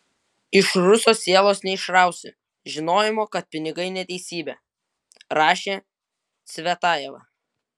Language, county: Lithuanian, Vilnius